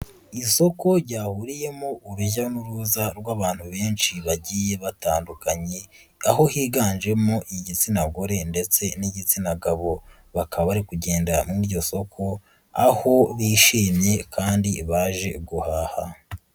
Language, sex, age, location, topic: Kinyarwanda, female, 36-49, Nyagatare, finance